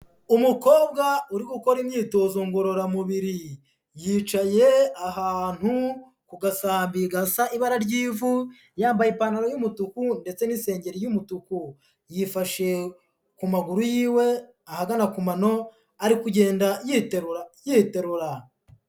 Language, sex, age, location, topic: Kinyarwanda, female, 18-24, Huye, health